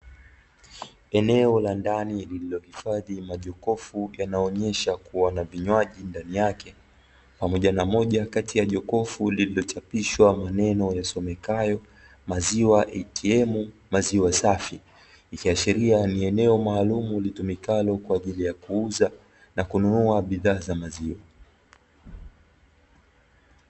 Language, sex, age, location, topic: Swahili, male, 25-35, Dar es Salaam, finance